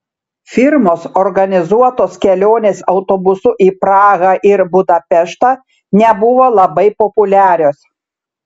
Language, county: Lithuanian, Šiauliai